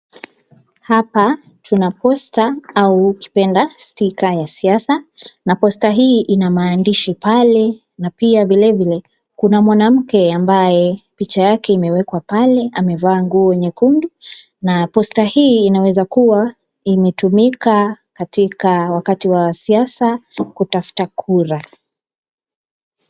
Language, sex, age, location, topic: Swahili, female, 25-35, Kisumu, government